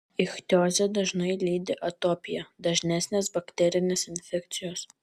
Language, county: Lithuanian, Vilnius